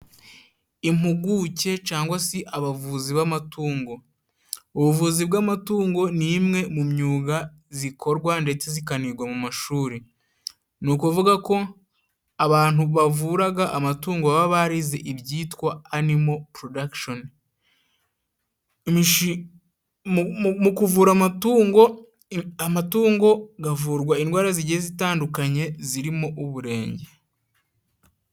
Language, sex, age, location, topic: Kinyarwanda, male, 18-24, Musanze, agriculture